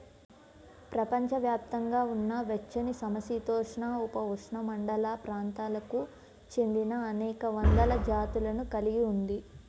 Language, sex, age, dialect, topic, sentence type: Telugu, female, 18-24, Central/Coastal, agriculture, statement